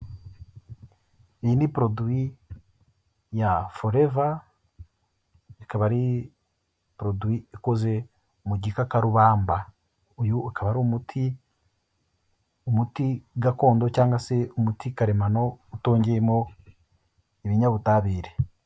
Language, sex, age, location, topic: Kinyarwanda, male, 36-49, Kigali, health